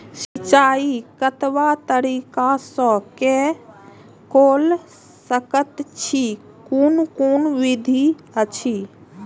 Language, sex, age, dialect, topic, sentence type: Maithili, female, 25-30, Eastern / Thethi, agriculture, question